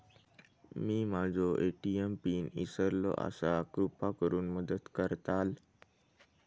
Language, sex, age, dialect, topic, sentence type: Marathi, male, 18-24, Southern Konkan, banking, statement